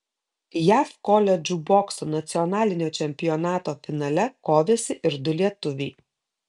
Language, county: Lithuanian, Kaunas